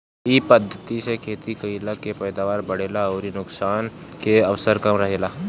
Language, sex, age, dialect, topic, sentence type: Bhojpuri, male, <18, Northern, agriculture, statement